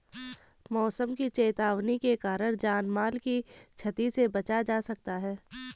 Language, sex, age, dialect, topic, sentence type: Hindi, female, 18-24, Garhwali, agriculture, statement